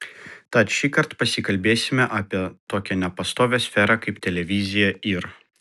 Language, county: Lithuanian, Vilnius